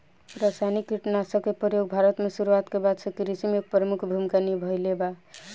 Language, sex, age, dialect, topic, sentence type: Bhojpuri, female, 18-24, Southern / Standard, agriculture, statement